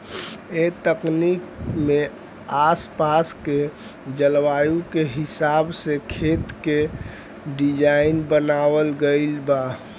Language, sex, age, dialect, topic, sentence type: Bhojpuri, male, 18-24, Southern / Standard, agriculture, statement